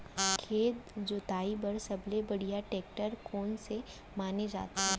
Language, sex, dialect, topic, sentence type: Chhattisgarhi, female, Central, agriculture, question